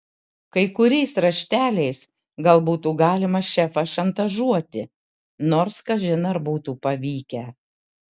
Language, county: Lithuanian, Kaunas